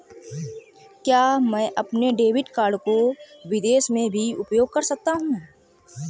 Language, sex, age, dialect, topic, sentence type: Hindi, female, 18-24, Marwari Dhudhari, banking, question